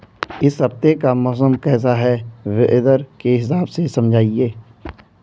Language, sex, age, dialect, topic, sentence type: Hindi, male, 25-30, Garhwali, agriculture, question